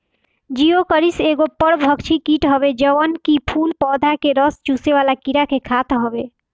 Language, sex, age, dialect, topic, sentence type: Bhojpuri, female, 18-24, Northern, agriculture, statement